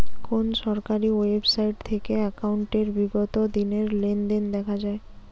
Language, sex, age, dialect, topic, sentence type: Bengali, female, 18-24, Rajbangshi, banking, question